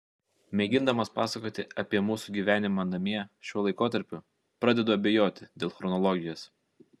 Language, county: Lithuanian, Kaunas